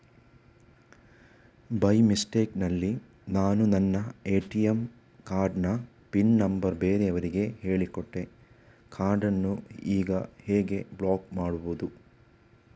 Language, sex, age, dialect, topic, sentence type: Kannada, male, 18-24, Coastal/Dakshin, banking, question